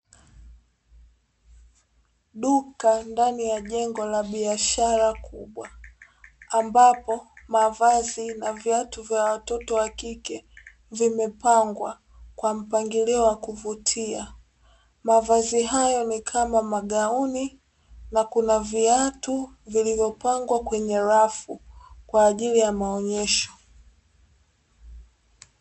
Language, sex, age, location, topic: Swahili, female, 18-24, Dar es Salaam, finance